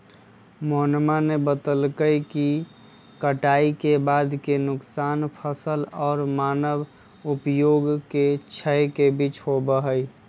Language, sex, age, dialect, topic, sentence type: Magahi, female, 51-55, Western, agriculture, statement